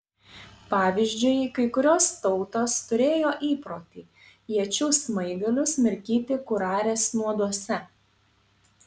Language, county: Lithuanian, Panevėžys